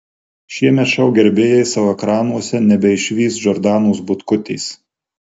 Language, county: Lithuanian, Marijampolė